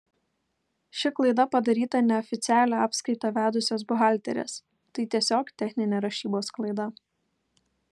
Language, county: Lithuanian, Kaunas